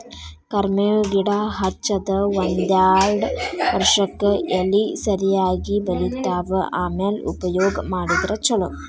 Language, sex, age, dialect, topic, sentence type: Kannada, female, 18-24, Dharwad Kannada, agriculture, statement